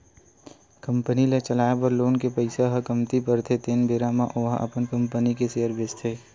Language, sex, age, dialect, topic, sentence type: Chhattisgarhi, male, 18-24, Western/Budati/Khatahi, banking, statement